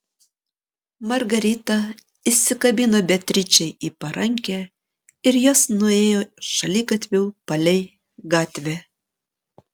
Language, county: Lithuanian, Panevėžys